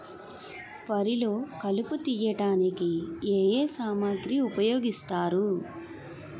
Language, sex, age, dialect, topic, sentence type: Telugu, female, 18-24, Utterandhra, agriculture, question